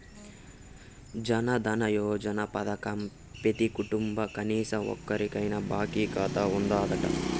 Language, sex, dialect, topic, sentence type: Telugu, male, Southern, banking, statement